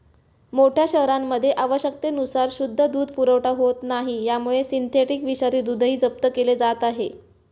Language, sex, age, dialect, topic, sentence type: Marathi, female, 18-24, Standard Marathi, agriculture, statement